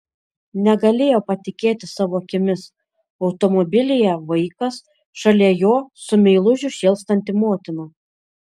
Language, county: Lithuanian, Šiauliai